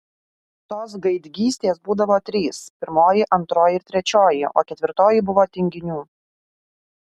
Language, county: Lithuanian, Alytus